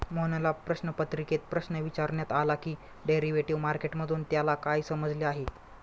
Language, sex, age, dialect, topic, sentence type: Marathi, male, 25-30, Standard Marathi, banking, statement